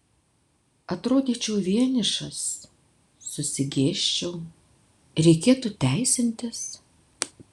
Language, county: Lithuanian, Vilnius